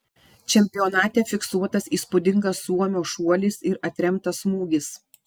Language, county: Lithuanian, Šiauliai